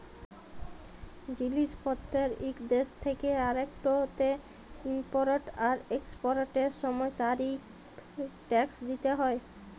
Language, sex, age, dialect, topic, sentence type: Bengali, female, 31-35, Jharkhandi, banking, statement